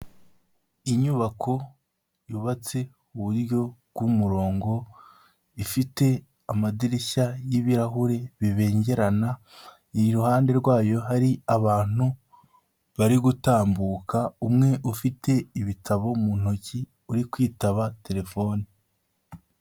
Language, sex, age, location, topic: Kinyarwanda, male, 18-24, Kigali, health